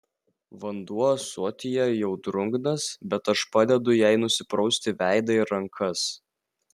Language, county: Lithuanian, Vilnius